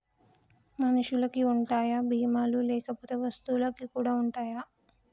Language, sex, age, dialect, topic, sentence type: Telugu, male, 18-24, Telangana, banking, question